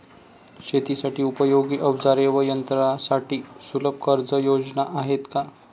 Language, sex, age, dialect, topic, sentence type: Marathi, male, 25-30, Northern Konkan, agriculture, question